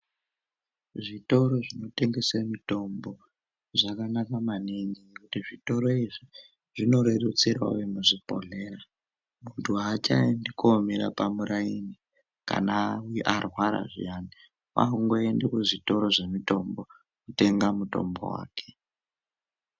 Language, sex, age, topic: Ndau, male, 18-24, health